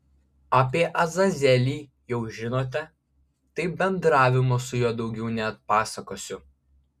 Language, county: Lithuanian, Klaipėda